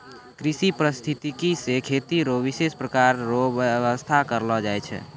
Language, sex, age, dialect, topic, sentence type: Maithili, male, 18-24, Angika, agriculture, statement